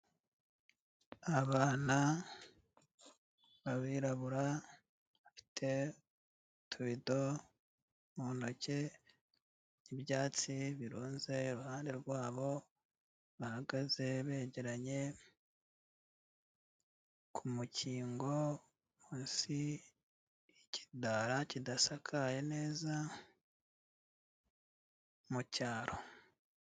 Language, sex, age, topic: Kinyarwanda, male, 36-49, health